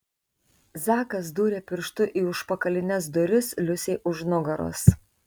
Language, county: Lithuanian, Tauragė